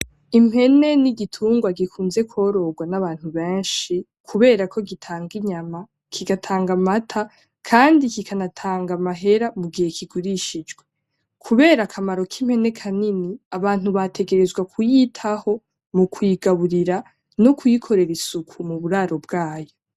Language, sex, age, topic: Rundi, female, 18-24, agriculture